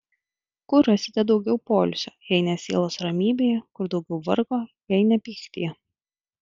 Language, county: Lithuanian, Vilnius